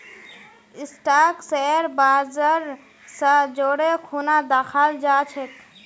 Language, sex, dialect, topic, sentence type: Magahi, female, Northeastern/Surjapuri, banking, statement